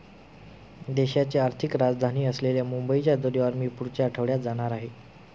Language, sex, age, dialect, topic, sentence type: Marathi, male, 25-30, Standard Marathi, banking, statement